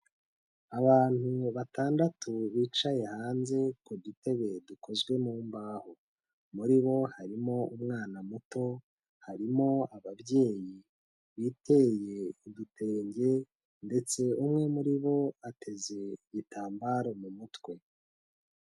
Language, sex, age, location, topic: Kinyarwanda, male, 25-35, Kigali, health